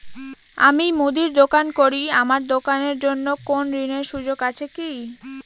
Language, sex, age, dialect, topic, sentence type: Bengali, female, 18-24, Northern/Varendri, banking, question